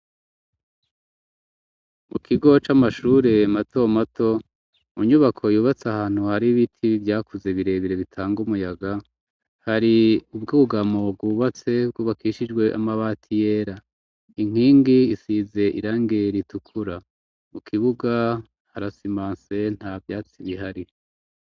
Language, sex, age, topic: Rundi, male, 36-49, education